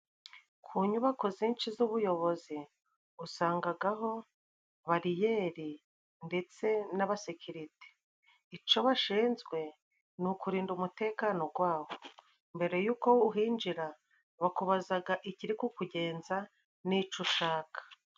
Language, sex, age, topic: Kinyarwanda, female, 36-49, government